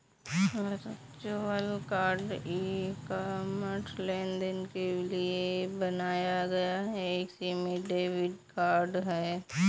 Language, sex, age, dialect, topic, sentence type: Hindi, female, 25-30, Kanauji Braj Bhasha, banking, statement